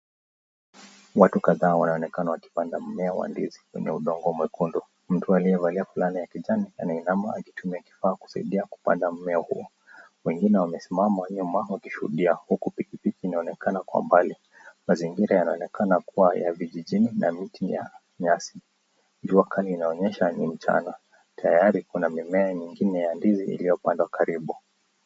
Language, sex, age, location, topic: Swahili, male, 25-35, Nakuru, agriculture